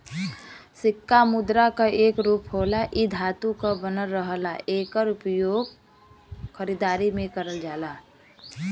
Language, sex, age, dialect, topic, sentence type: Bhojpuri, female, 25-30, Western, banking, statement